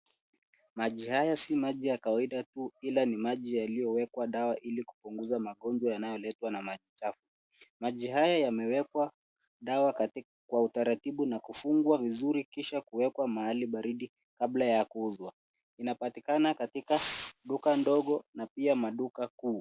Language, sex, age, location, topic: Swahili, male, 18-24, Nairobi, government